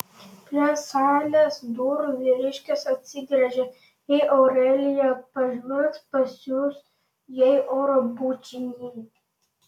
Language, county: Lithuanian, Panevėžys